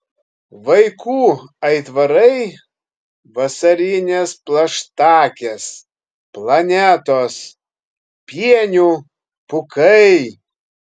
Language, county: Lithuanian, Kaunas